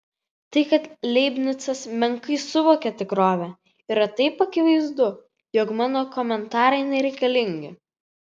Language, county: Lithuanian, Vilnius